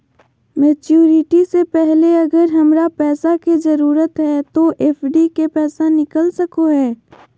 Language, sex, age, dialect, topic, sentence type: Magahi, female, 60-100, Southern, banking, question